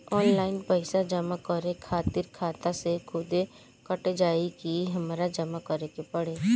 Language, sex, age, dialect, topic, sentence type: Bhojpuri, female, 25-30, Northern, banking, question